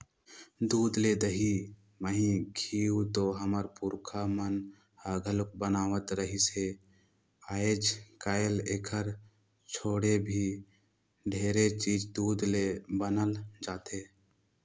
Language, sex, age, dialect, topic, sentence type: Chhattisgarhi, male, 18-24, Northern/Bhandar, agriculture, statement